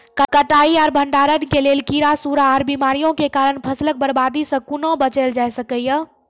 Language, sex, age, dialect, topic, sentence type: Maithili, female, 46-50, Angika, agriculture, question